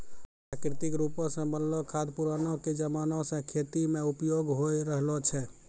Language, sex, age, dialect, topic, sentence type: Maithili, male, 36-40, Angika, agriculture, statement